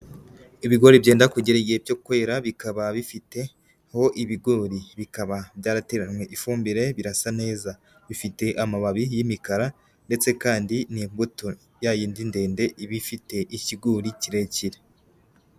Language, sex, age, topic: Kinyarwanda, female, 18-24, agriculture